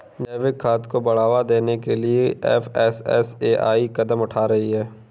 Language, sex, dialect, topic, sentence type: Hindi, male, Kanauji Braj Bhasha, agriculture, statement